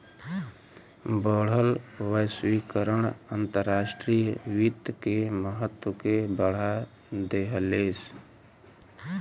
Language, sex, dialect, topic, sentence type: Bhojpuri, male, Western, banking, statement